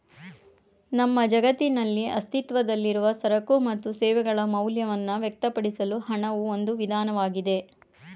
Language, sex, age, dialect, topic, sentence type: Kannada, female, 41-45, Mysore Kannada, banking, statement